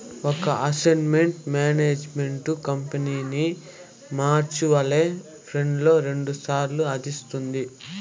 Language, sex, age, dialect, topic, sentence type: Telugu, male, 18-24, Southern, banking, statement